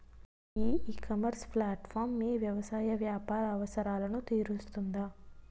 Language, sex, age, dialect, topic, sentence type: Telugu, female, 25-30, Utterandhra, agriculture, question